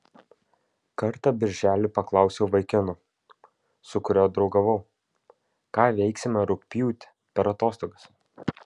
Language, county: Lithuanian, Vilnius